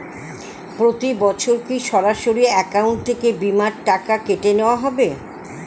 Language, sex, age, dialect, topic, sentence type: Bengali, female, 60-100, Northern/Varendri, banking, question